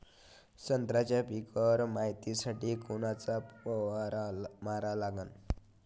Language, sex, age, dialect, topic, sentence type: Marathi, male, 25-30, Varhadi, agriculture, question